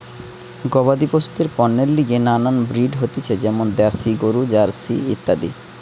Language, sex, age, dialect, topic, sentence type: Bengali, male, 31-35, Western, agriculture, statement